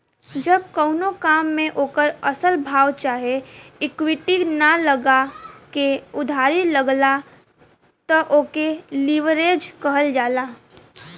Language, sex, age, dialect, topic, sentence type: Bhojpuri, female, 18-24, Western, banking, statement